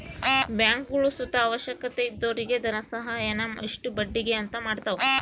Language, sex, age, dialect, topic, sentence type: Kannada, female, 18-24, Central, banking, statement